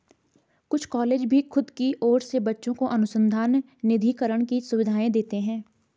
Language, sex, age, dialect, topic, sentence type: Hindi, female, 18-24, Garhwali, banking, statement